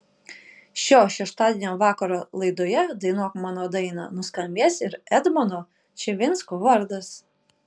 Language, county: Lithuanian, Kaunas